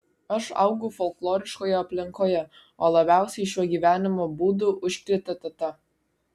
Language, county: Lithuanian, Kaunas